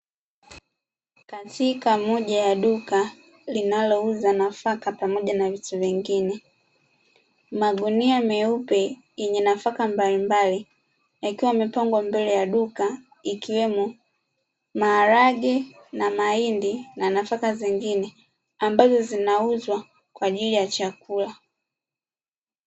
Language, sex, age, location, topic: Swahili, female, 25-35, Dar es Salaam, agriculture